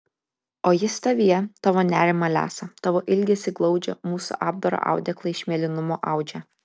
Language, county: Lithuanian, Kaunas